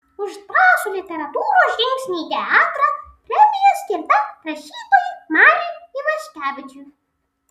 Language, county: Lithuanian, Vilnius